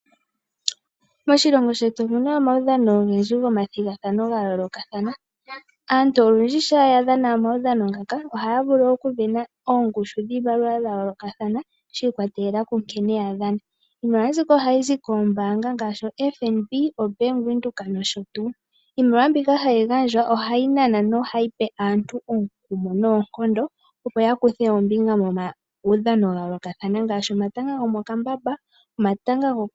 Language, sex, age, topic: Oshiwambo, female, 18-24, finance